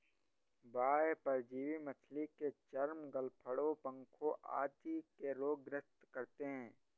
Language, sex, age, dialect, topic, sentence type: Hindi, male, 31-35, Awadhi Bundeli, agriculture, statement